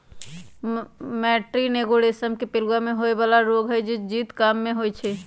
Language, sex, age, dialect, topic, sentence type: Magahi, female, 36-40, Western, agriculture, statement